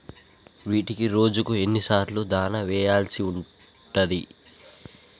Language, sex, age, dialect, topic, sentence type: Telugu, male, 51-55, Telangana, agriculture, question